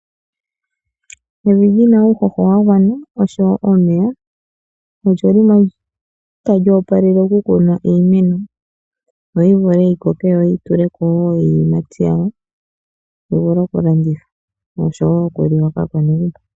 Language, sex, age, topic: Oshiwambo, female, 36-49, agriculture